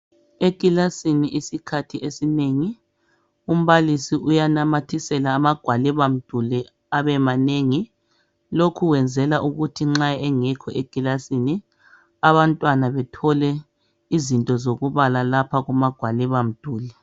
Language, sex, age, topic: North Ndebele, female, 50+, education